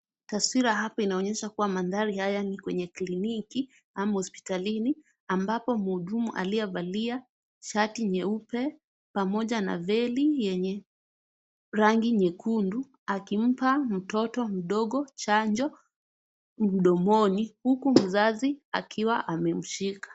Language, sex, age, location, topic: Swahili, female, 18-24, Kisumu, health